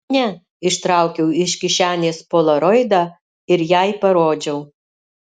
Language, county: Lithuanian, Alytus